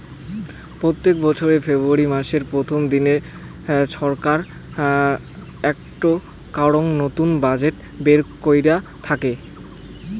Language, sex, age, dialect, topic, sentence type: Bengali, male, 18-24, Rajbangshi, banking, statement